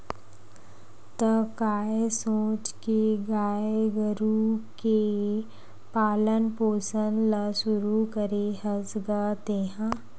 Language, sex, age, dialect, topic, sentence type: Chhattisgarhi, female, 18-24, Western/Budati/Khatahi, agriculture, statement